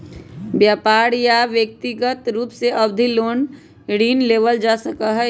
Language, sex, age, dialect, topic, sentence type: Magahi, female, 25-30, Western, banking, statement